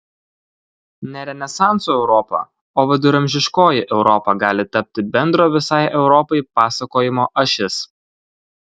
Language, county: Lithuanian, Kaunas